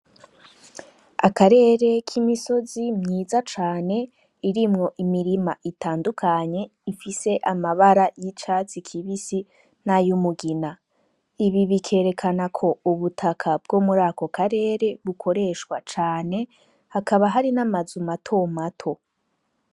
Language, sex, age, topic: Rundi, female, 18-24, agriculture